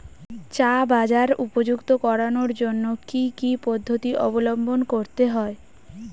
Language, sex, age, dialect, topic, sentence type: Bengali, female, 18-24, Standard Colloquial, agriculture, question